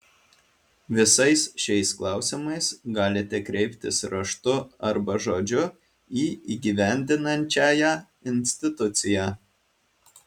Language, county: Lithuanian, Alytus